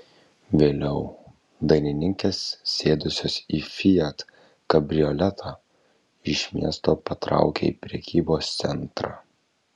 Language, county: Lithuanian, Kaunas